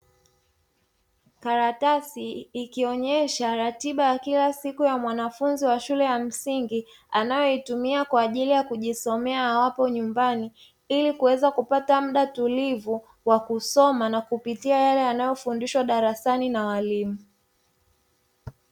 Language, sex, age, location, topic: Swahili, female, 25-35, Dar es Salaam, education